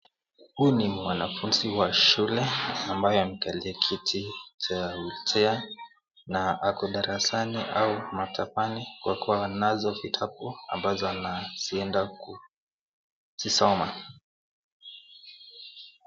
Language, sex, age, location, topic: Swahili, male, 18-24, Nakuru, education